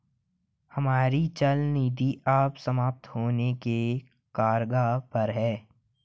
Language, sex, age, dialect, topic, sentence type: Hindi, male, 18-24, Hindustani Malvi Khadi Boli, banking, statement